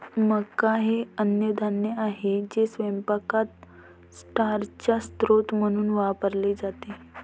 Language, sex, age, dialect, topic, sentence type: Marathi, female, 18-24, Varhadi, agriculture, statement